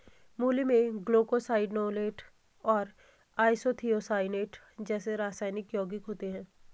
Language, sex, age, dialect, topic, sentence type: Hindi, female, 25-30, Garhwali, agriculture, statement